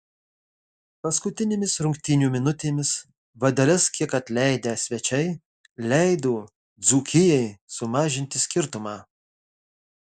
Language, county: Lithuanian, Marijampolė